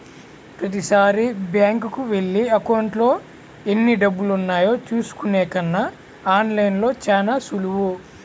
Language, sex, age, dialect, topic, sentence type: Telugu, male, 31-35, Central/Coastal, banking, statement